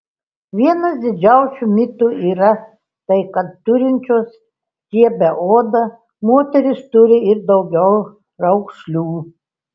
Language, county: Lithuanian, Telšiai